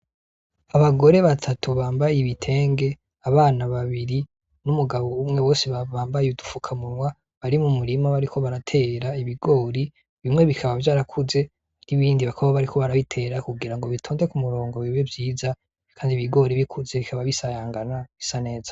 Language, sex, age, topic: Rundi, male, 25-35, agriculture